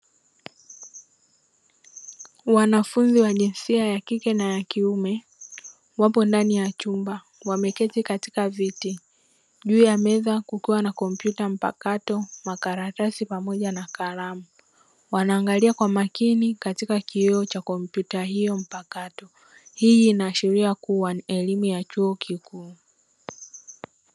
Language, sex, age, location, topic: Swahili, female, 25-35, Dar es Salaam, education